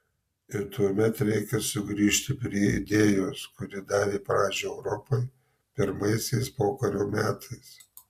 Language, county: Lithuanian, Marijampolė